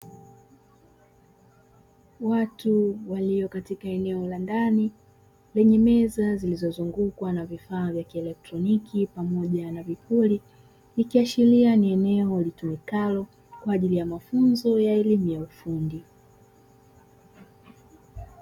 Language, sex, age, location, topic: Swahili, female, 25-35, Dar es Salaam, education